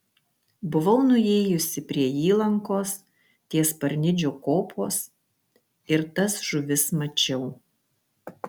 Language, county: Lithuanian, Kaunas